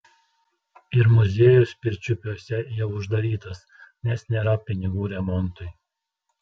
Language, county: Lithuanian, Telšiai